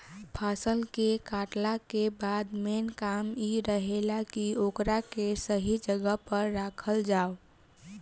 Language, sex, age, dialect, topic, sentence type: Bhojpuri, female, 18-24, Southern / Standard, agriculture, statement